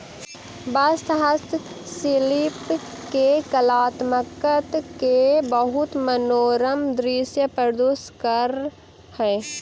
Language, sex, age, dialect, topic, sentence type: Magahi, female, 18-24, Central/Standard, banking, statement